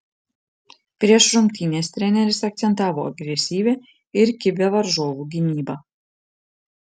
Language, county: Lithuanian, Panevėžys